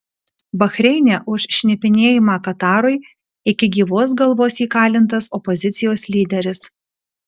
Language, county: Lithuanian, Kaunas